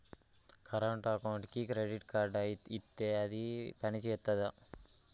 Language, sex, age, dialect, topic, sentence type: Telugu, male, 18-24, Telangana, banking, question